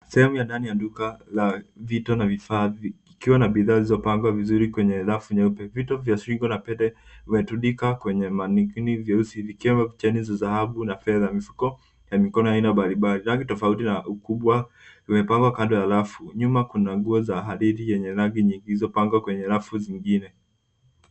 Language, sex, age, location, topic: Swahili, female, 50+, Nairobi, finance